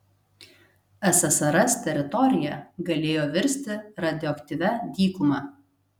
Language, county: Lithuanian, Telšiai